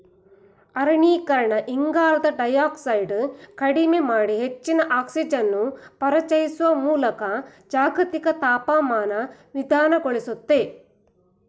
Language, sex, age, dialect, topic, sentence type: Kannada, female, 41-45, Mysore Kannada, agriculture, statement